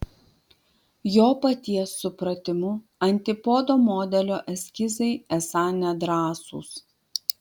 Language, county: Lithuanian, Vilnius